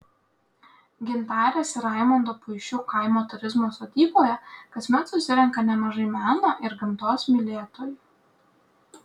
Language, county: Lithuanian, Klaipėda